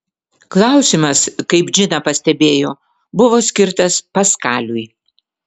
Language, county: Lithuanian, Vilnius